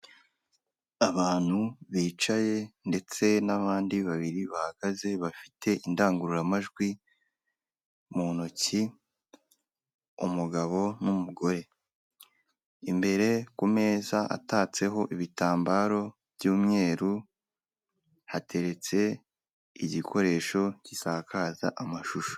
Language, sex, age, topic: Kinyarwanda, male, 25-35, government